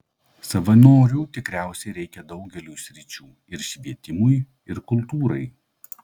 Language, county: Lithuanian, Klaipėda